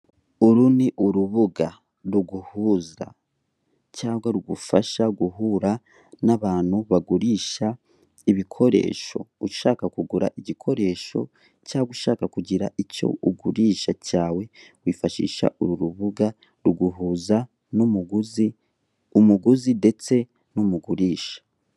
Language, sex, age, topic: Kinyarwanda, male, 18-24, finance